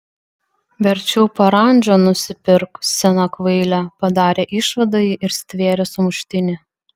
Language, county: Lithuanian, Vilnius